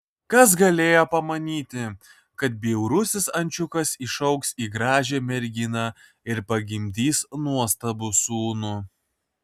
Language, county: Lithuanian, Kaunas